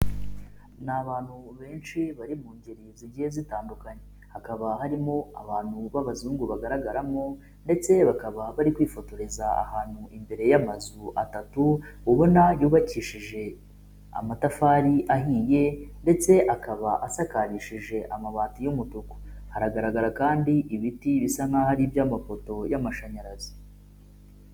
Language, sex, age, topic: Kinyarwanda, female, 25-35, finance